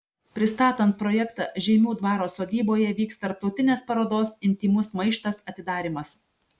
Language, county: Lithuanian, Šiauliai